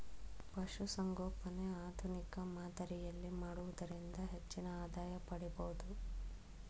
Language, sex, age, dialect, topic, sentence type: Kannada, female, 36-40, Mysore Kannada, agriculture, statement